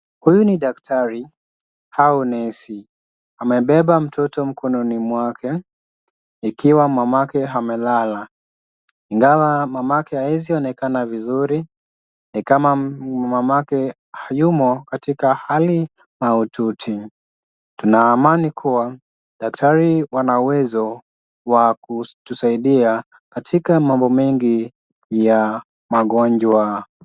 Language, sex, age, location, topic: Swahili, male, 25-35, Kisumu, health